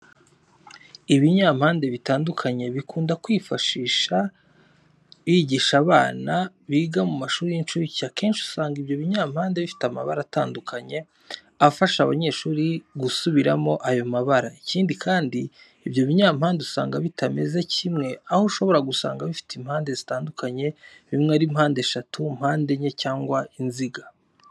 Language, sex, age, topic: Kinyarwanda, male, 25-35, education